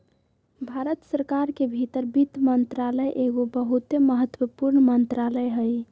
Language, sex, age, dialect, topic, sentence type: Magahi, female, 41-45, Western, banking, statement